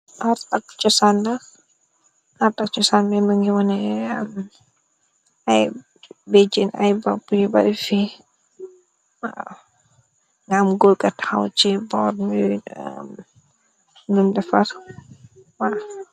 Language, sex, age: Wolof, female, 18-24